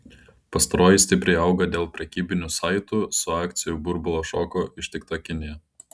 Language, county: Lithuanian, Klaipėda